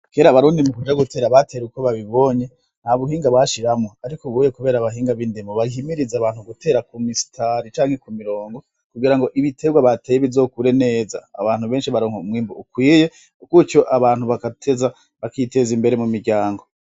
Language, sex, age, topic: Rundi, male, 25-35, agriculture